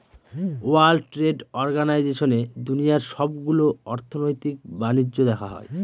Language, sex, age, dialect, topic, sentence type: Bengali, male, 25-30, Northern/Varendri, banking, statement